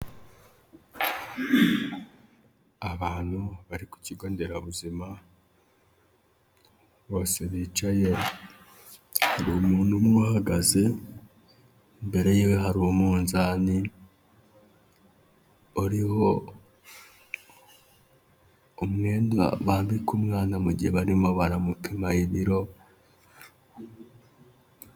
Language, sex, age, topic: Kinyarwanda, male, 25-35, health